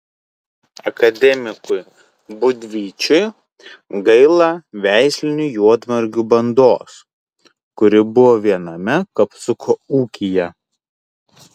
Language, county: Lithuanian, Kaunas